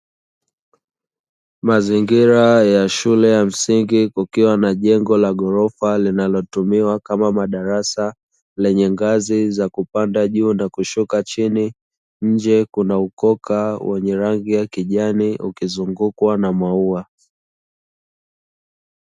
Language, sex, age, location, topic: Swahili, male, 25-35, Dar es Salaam, education